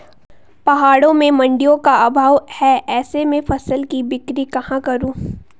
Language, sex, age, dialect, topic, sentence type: Hindi, female, 18-24, Garhwali, agriculture, question